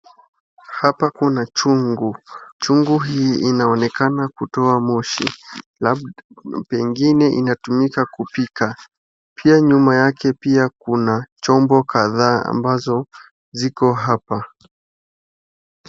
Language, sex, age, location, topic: Swahili, male, 18-24, Wajir, health